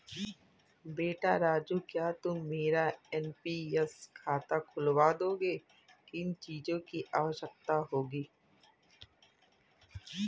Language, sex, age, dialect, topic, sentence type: Hindi, male, 18-24, Kanauji Braj Bhasha, banking, statement